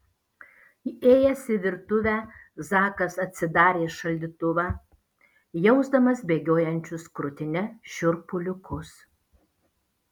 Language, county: Lithuanian, Alytus